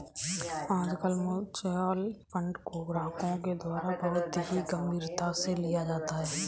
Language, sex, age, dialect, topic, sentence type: Hindi, female, 18-24, Kanauji Braj Bhasha, banking, statement